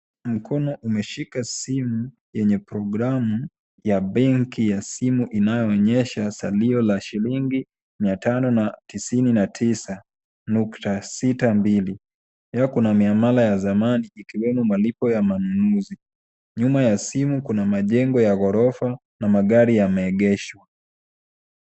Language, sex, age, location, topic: Swahili, male, 18-24, Kisumu, finance